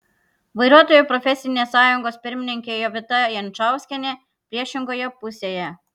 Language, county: Lithuanian, Panevėžys